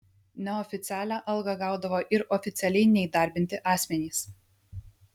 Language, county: Lithuanian, Vilnius